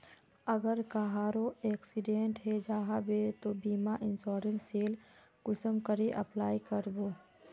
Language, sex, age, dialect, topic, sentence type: Magahi, female, 46-50, Northeastern/Surjapuri, banking, question